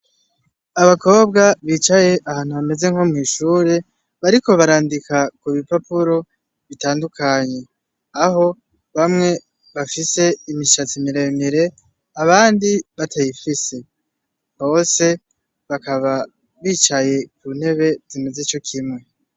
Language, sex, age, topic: Rundi, male, 18-24, education